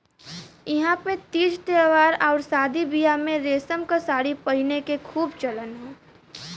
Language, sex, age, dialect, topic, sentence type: Bhojpuri, female, 18-24, Western, agriculture, statement